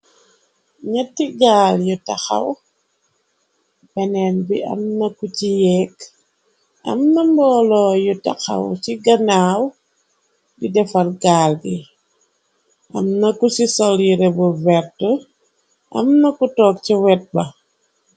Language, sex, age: Wolof, female, 25-35